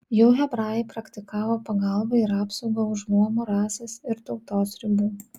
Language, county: Lithuanian, Vilnius